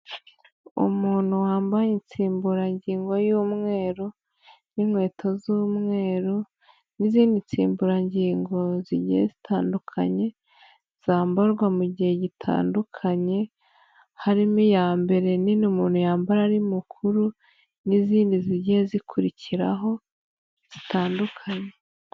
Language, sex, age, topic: Kinyarwanda, female, 18-24, health